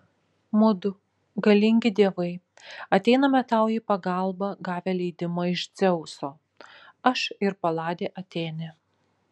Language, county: Lithuanian, Kaunas